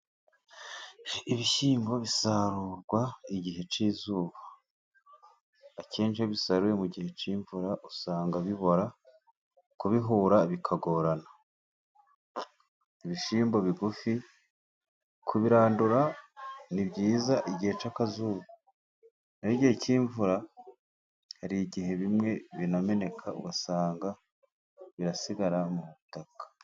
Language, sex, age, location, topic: Kinyarwanda, male, 36-49, Musanze, agriculture